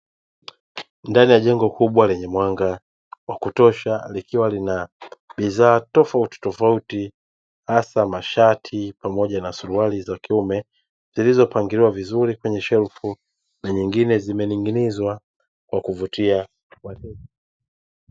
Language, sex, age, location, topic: Swahili, male, 18-24, Dar es Salaam, finance